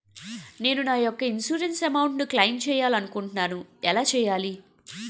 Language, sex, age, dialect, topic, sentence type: Telugu, female, 31-35, Utterandhra, banking, question